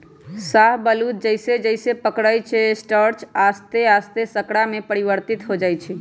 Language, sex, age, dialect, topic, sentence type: Magahi, female, 31-35, Western, agriculture, statement